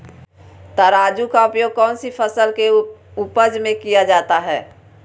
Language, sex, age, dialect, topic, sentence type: Magahi, female, 41-45, Southern, agriculture, question